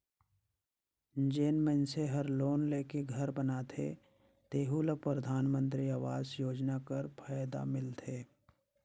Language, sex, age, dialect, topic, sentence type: Chhattisgarhi, male, 56-60, Northern/Bhandar, banking, statement